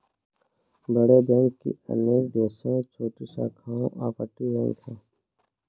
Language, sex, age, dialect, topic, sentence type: Hindi, male, 56-60, Kanauji Braj Bhasha, banking, statement